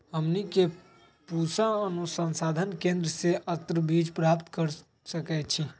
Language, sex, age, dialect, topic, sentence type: Magahi, male, 18-24, Western, agriculture, question